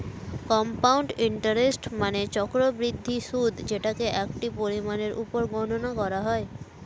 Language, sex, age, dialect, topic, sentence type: Bengali, female, 18-24, Standard Colloquial, banking, statement